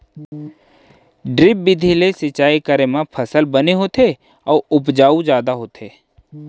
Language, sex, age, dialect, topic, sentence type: Chhattisgarhi, male, 31-35, Central, agriculture, statement